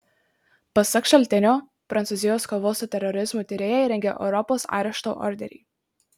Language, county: Lithuanian, Marijampolė